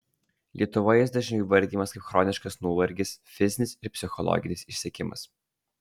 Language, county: Lithuanian, Alytus